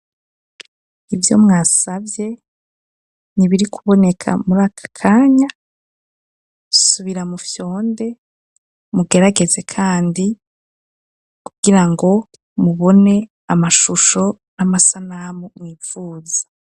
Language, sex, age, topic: Rundi, female, 25-35, education